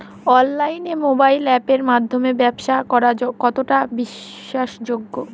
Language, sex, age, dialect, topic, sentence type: Bengali, female, 18-24, Northern/Varendri, agriculture, question